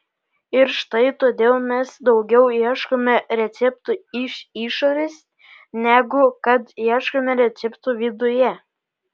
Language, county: Lithuanian, Panevėžys